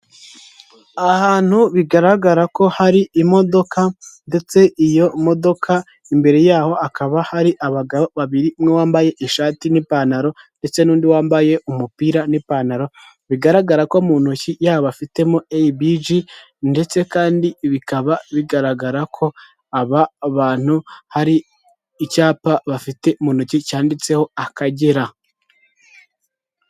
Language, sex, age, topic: Kinyarwanda, male, 18-24, finance